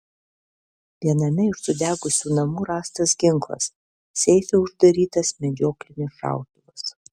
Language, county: Lithuanian, Alytus